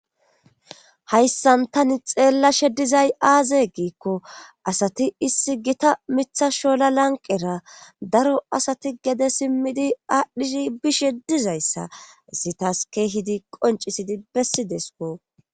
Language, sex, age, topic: Gamo, female, 18-24, government